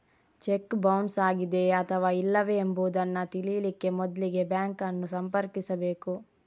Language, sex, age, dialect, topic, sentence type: Kannada, female, 46-50, Coastal/Dakshin, banking, statement